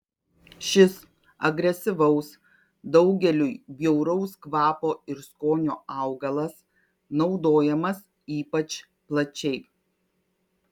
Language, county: Lithuanian, Kaunas